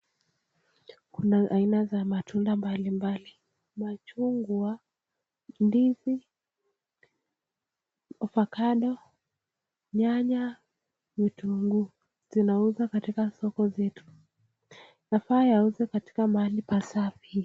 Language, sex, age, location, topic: Swahili, female, 18-24, Nakuru, finance